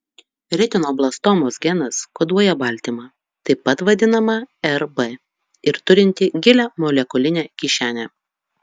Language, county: Lithuanian, Utena